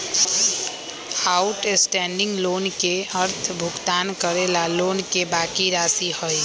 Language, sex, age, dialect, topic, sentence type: Magahi, female, 18-24, Western, banking, statement